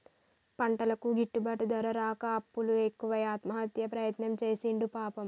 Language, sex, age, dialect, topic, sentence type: Telugu, female, 41-45, Telangana, agriculture, statement